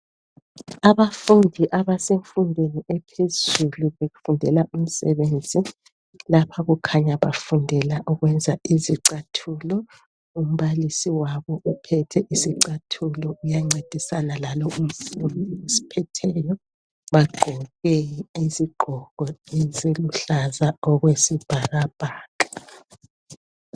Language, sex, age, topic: North Ndebele, female, 50+, education